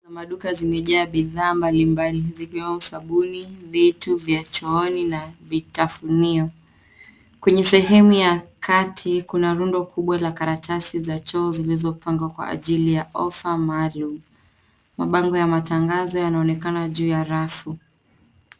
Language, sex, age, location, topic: Swahili, female, 25-35, Nairobi, finance